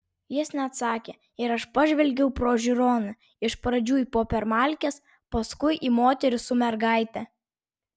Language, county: Lithuanian, Vilnius